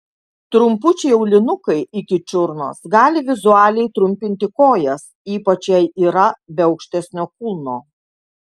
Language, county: Lithuanian, Kaunas